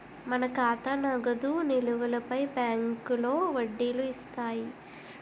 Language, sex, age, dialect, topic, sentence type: Telugu, female, 25-30, Utterandhra, banking, statement